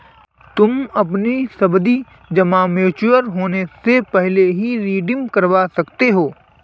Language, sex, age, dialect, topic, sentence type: Hindi, male, 25-30, Awadhi Bundeli, banking, statement